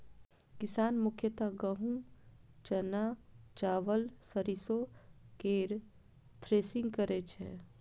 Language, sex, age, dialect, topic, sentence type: Maithili, female, 31-35, Eastern / Thethi, agriculture, statement